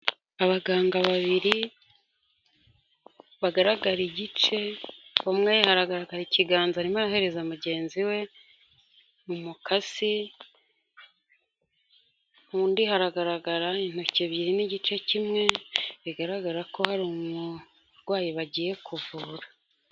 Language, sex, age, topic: Kinyarwanda, female, 25-35, health